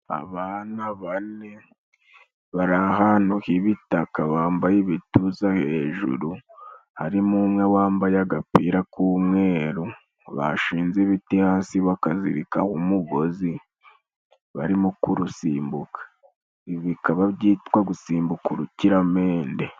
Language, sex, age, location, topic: Kinyarwanda, male, 18-24, Musanze, government